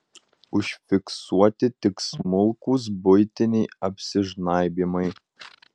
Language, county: Lithuanian, Utena